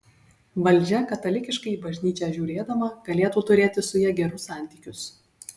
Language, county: Lithuanian, Panevėžys